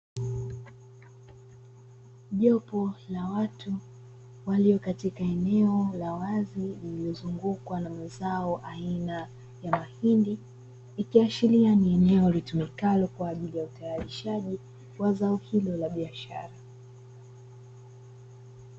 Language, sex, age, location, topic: Swahili, female, 25-35, Dar es Salaam, agriculture